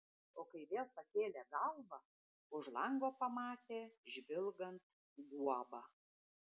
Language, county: Lithuanian, Vilnius